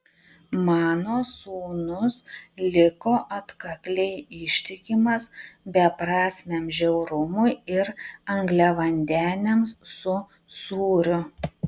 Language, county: Lithuanian, Utena